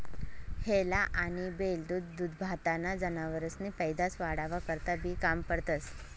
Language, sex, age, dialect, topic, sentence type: Marathi, male, 18-24, Northern Konkan, agriculture, statement